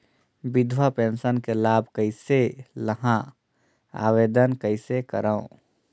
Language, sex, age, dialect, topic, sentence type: Chhattisgarhi, male, 18-24, Northern/Bhandar, banking, question